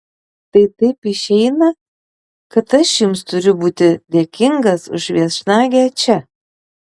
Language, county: Lithuanian, Panevėžys